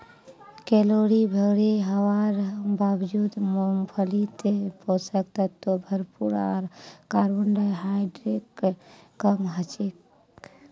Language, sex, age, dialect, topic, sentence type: Magahi, female, 18-24, Northeastern/Surjapuri, agriculture, statement